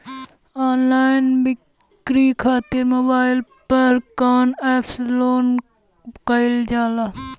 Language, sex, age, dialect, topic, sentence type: Bhojpuri, female, 18-24, Western, agriculture, question